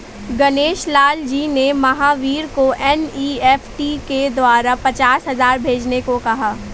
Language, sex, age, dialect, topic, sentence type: Hindi, female, 18-24, Awadhi Bundeli, banking, statement